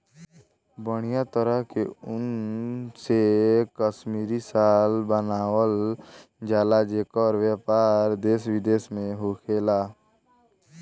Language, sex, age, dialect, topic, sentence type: Bhojpuri, male, <18, Southern / Standard, agriculture, statement